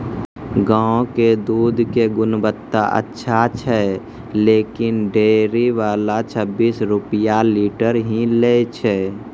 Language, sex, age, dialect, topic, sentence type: Maithili, male, 51-55, Angika, agriculture, question